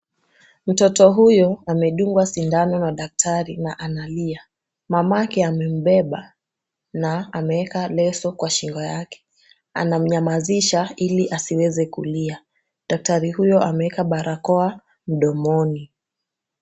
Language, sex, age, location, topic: Swahili, female, 18-24, Kisumu, health